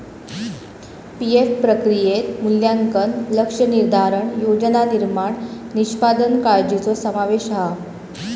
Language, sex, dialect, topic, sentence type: Marathi, female, Southern Konkan, banking, statement